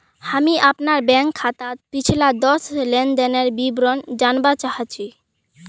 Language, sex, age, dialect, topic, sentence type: Magahi, female, 18-24, Northeastern/Surjapuri, banking, statement